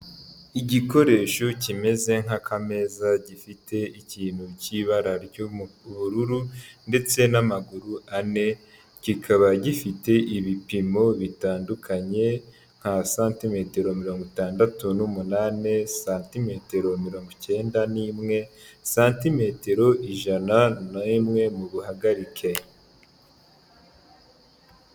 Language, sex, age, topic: Kinyarwanda, male, 18-24, health